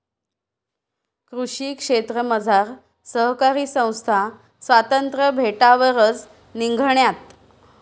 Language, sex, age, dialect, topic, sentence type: Marathi, female, 31-35, Northern Konkan, agriculture, statement